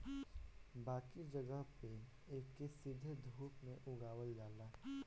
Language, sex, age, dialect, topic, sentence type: Bhojpuri, male, 18-24, Northern, agriculture, statement